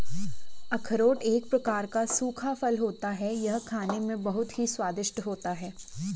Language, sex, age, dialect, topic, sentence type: Hindi, female, 25-30, Garhwali, agriculture, statement